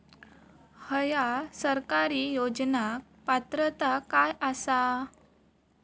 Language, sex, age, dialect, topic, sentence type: Marathi, female, 18-24, Southern Konkan, agriculture, question